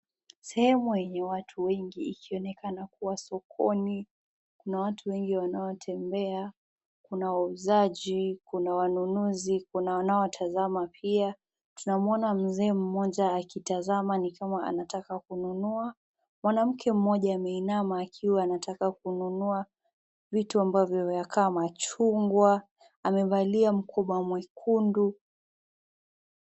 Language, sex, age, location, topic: Swahili, female, 18-24, Nakuru, finance